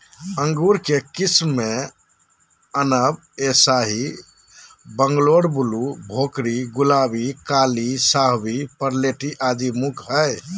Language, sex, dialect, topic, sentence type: Magahi, male, Southern, agriculture, statement